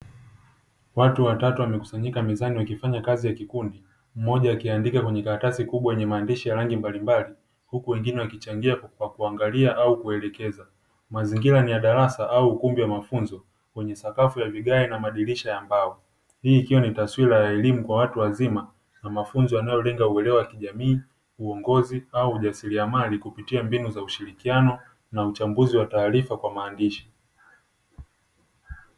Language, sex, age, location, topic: Swahili, male, 25-35, Dar es Salaam, education